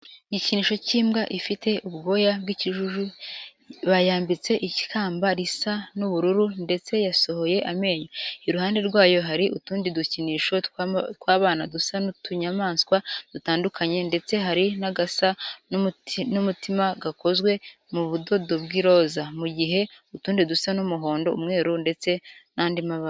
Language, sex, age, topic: Kinyarwanda, female, 18-24, education